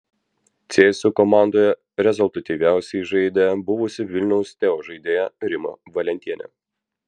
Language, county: Lithuanian, Vilnius